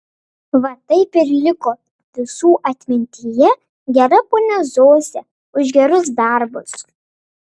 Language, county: Lithuanian, Panevėžys